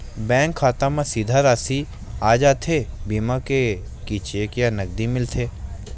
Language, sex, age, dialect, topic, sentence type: Chhattisgarhi, male, 18-24, Western/Budati/Khatahi, banking, question